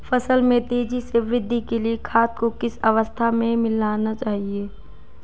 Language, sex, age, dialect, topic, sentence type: Hindi, female, 18-24, Marwari Dhudhari, agriculture, question